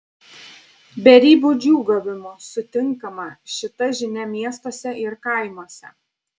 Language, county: Lithuanian, Panevėžys